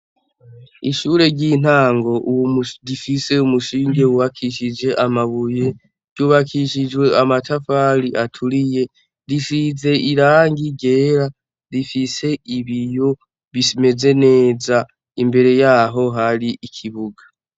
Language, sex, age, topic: Rundi, male, 18-24, education